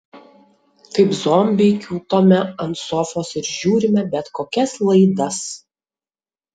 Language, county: Lithuanian, Utena